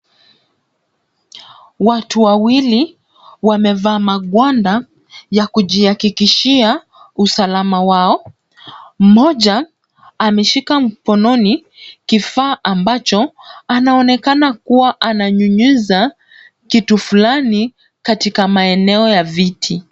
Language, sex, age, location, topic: Swahili, female, 25-35, Kisumu, health